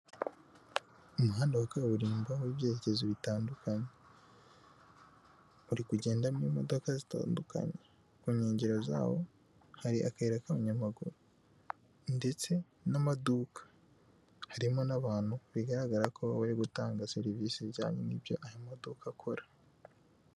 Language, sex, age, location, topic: Kinyarwanda, male, 18-24, Kigali, government